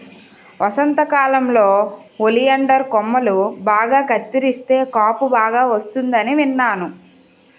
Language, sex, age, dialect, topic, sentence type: Telugu, female, 25-30, Utterandhra, agriculture, statement